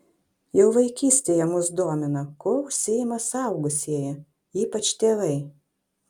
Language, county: Lithuanian, Kaunas